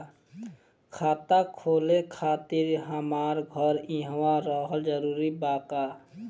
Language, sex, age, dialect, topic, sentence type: Bhojpuri, male, 18-24, Southern / Standard, banking, question